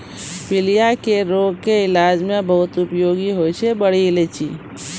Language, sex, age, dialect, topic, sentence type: Maithili, female, 36-40, Angika, agriculture, statement